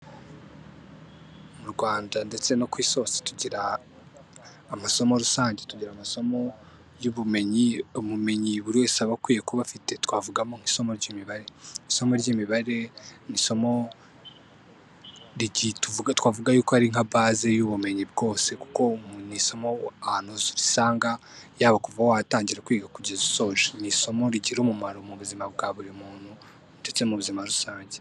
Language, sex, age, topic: Kinyarwanda, male, 18-24, education